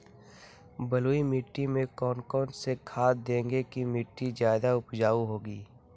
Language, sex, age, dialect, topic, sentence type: Magahi, male, 18-24, Western, agriculture, question